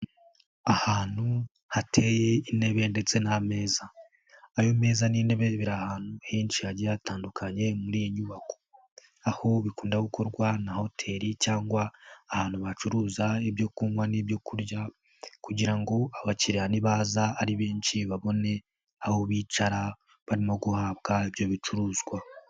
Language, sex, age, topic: Kinyarwanda, male, 18-24, finance